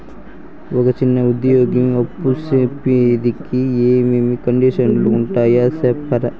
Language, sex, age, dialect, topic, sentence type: Telugu, male, 18-24, Southern, banking, question